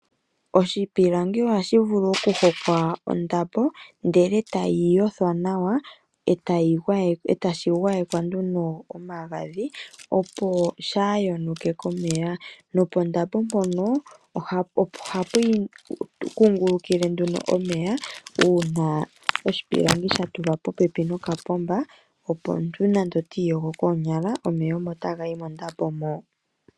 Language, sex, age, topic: Oshiwambo, female, 36-49, finance